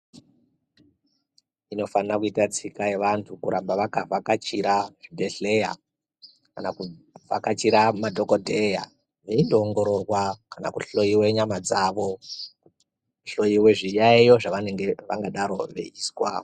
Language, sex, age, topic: Ndau, female, 36-49, health